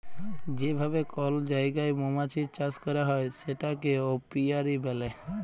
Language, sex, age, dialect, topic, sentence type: Bengali, male, 18-24, Jharkhandi, agriculture, statement